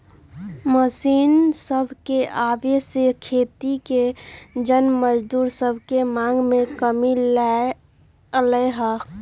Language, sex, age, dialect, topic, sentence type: Magahi, female, 36-40, Western, agriculture, statement